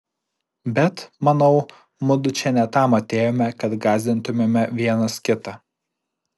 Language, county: Lithuanian, Alytus